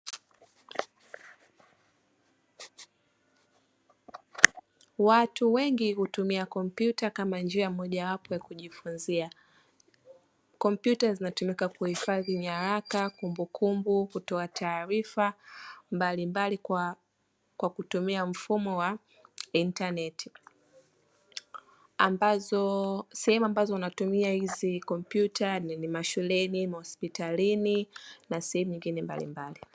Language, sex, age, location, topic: Swahili, female, 18-24, Dar es Salaam, education